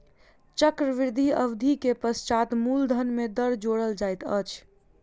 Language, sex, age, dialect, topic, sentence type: Maithili, female, 41-45, Southern/Standard, banking, statement